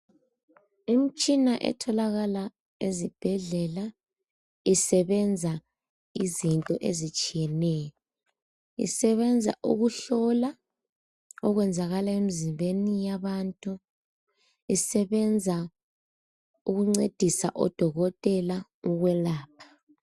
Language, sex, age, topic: North Ndebele, female, 18-24, health